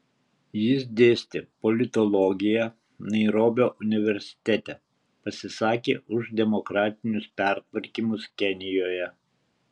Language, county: Lithuanian, Kaunas